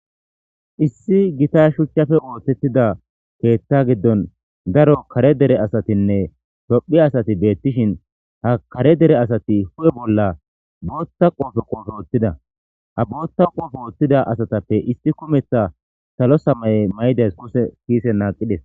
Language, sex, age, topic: Gamo, male, 25-35, government